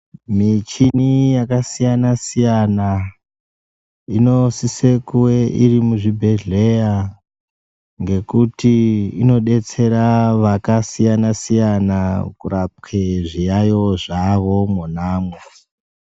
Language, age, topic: Ndau, 50+, health